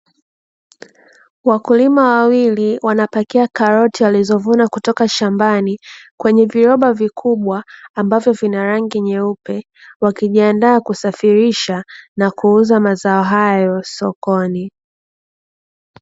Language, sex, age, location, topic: Swahili, female, 25-35, Dar es Salaam, agriculture